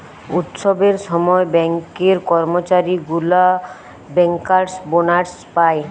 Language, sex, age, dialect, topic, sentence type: Bengali, female, 18-24, Western, banking, statement